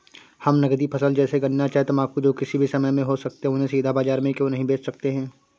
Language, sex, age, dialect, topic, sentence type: Hindi, male, 25-30, Awadhi Bundeli, agriculture, question